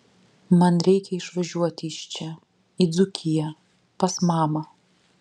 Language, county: Lithuanian, Vilnius